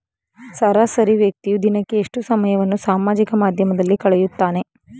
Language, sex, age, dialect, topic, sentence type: Kannada, female, 25-30, Mysore Kannada, banking, question